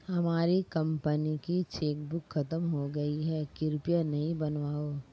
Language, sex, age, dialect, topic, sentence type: Hindi, female, 36-40, Marwari Dhudhari, banking, statement